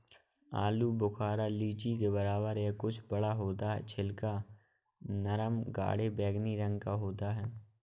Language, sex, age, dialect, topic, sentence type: Hindi, male, 18-24, Awadhi Bundeli, agriculture, statement